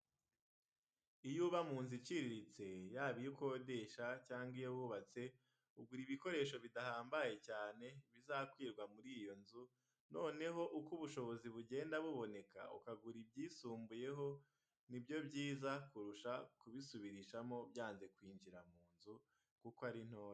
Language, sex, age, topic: Kinyarwanda, male, 18-24, education